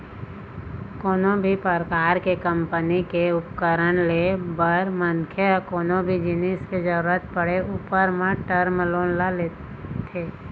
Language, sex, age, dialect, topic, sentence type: Chhattisgarhi, female, 31-35, Eastern, banking, statement